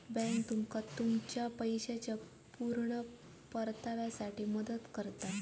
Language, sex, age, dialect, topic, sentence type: Marathi, female, 18-24, Southern Konkan, banking, statement